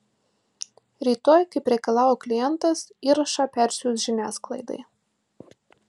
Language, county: Lithuanian, Marijampolė